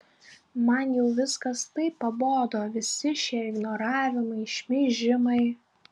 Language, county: Lithuanian, Klaipėda